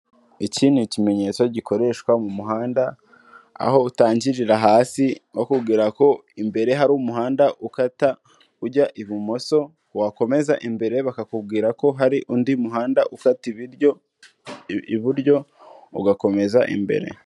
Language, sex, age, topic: Kinyarwanda, male, 18-24, government